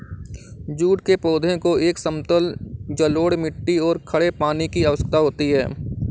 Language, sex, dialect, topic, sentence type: Hindi, male, Awadhi Bundeli, agriculture, statement